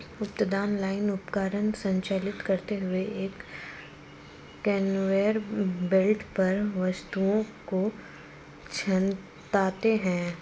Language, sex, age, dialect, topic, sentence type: Hindi, female, 18-24, Marwari Dhudhari, agriculture, statement